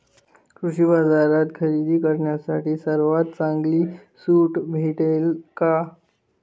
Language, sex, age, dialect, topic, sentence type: Marathi, male, 25-30, Standard Marathi, agriculture, question